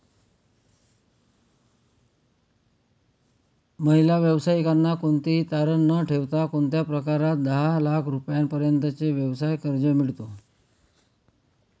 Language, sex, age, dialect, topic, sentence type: Marathi, male, 25-30, Standard Marathi, banking, question